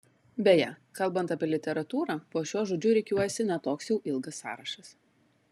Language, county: Lithuanian, Klaipėda